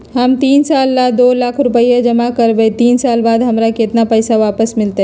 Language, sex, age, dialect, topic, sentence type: Magahi, female, 31-35, Western, banking, question